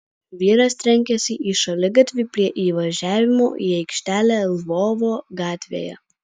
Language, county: Lithuanian, Kaunas